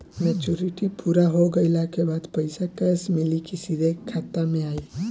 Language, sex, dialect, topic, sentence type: Bhojpuri, male, Southern / Standard, banking, question